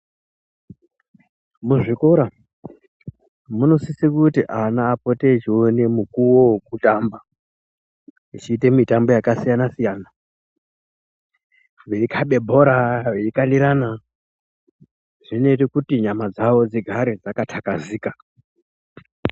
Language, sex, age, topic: Ndau, male, 36-49, education